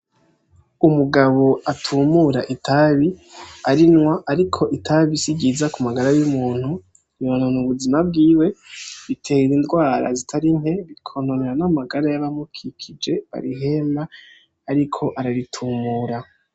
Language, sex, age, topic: Rundi, female, 18-24, agriculture